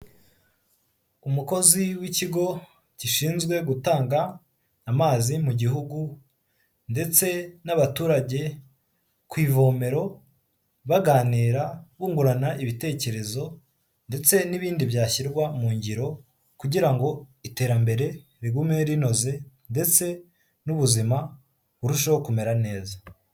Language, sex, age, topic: Kinyarwanda, male, 18-24, health